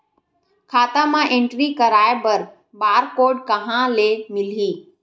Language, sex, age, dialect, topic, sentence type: Chhattisgarhi, female, 18-24, Western/Budati/Khatahi, banking, question